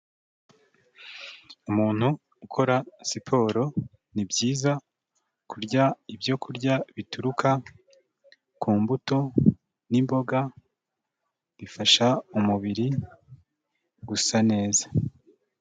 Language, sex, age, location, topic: Kinyarwanda, male, 25-35, Kigali, health